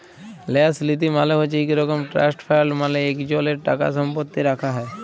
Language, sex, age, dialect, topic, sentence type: Bengali, male, 25-30, Jharkhandi, banking, statement